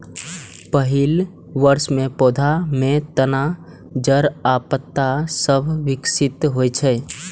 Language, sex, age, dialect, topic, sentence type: Maithili, male, 18-24, Eastern / Thethi, agriculture, statement